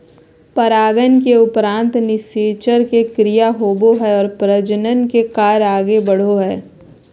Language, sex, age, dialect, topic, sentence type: Magahi, female, 25-30, Southern, agriculture, statement